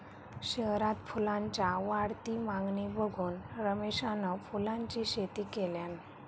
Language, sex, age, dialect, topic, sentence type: Marathi, female, 31-35, Southern Konkan, agriculture, statement